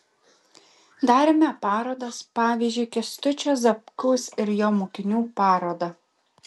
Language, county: Lithuanian, Kaunas